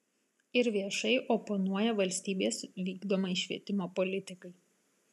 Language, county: Lithuanian, Vilnius